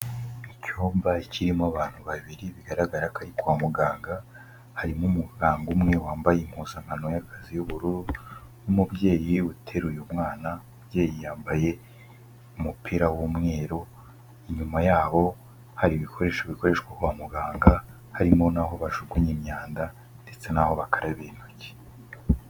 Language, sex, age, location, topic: Kinyarwanda, male, 18-24, Kigali, health